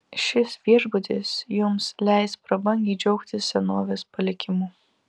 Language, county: Lithuanian, Vilnius